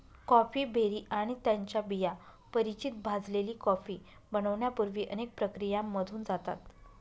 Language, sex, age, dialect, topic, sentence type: Marathi, female, 31-35, Northern Konkan, agriculture, statement